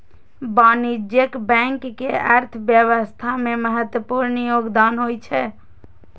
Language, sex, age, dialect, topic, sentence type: Maithili, female, 18-24, Eastern / Thethi, banking, statement